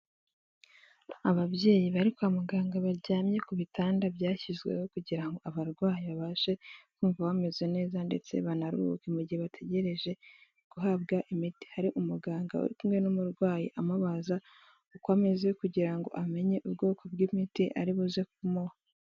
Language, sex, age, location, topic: Kinyarwanda, female, 18-24, Kigali, health